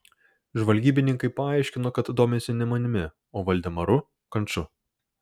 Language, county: Lithuanian, Vilnius